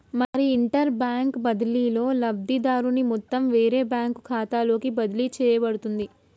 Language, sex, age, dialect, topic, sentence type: Telugu, female, 18-24, Telangana, banking, statement